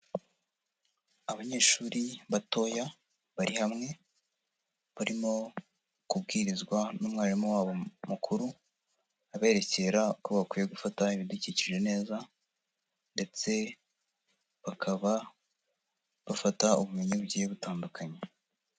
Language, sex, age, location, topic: Kinyarwanda, female, 25-35, Huye, education